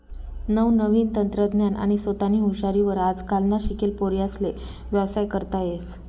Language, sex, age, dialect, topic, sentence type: Marathi, female, 36-40, Northern Konkan, banking, statement